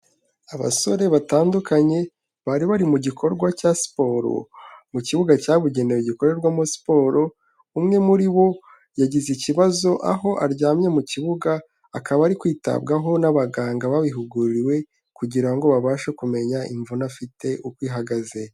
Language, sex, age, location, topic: Kinyarwanda, male, 18-24, Kigali, health